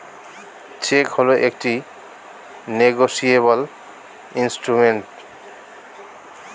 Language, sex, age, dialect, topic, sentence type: Bengali, male, 36-40, Standard Colloquial, banking, statement